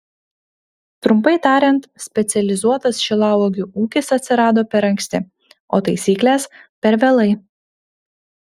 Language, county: Lithuanian, Panevėžys